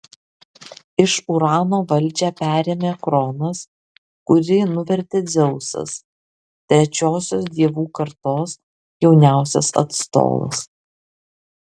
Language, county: Lithuanian, Kaunas